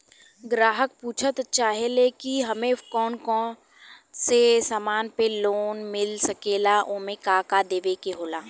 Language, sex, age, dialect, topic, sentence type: Bhojpuri, female, 18-24, Western, banking, question